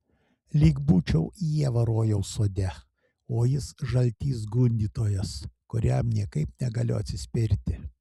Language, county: Lithuanian, Šiauliai